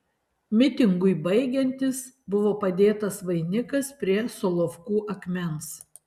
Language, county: Lithuanian, Alytus